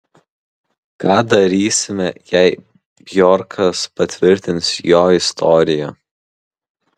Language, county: Lithuanian, Kaunas